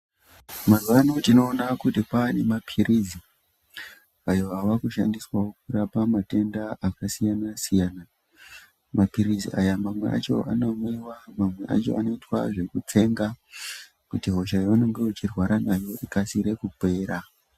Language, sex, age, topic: Ndau, male, 25-35, health